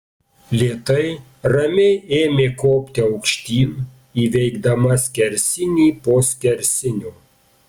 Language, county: Lithuanian, Panevėžys